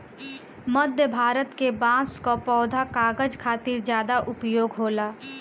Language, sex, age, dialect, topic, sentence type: Bhojpuri, female, 18-24, Northern, agriculture, statement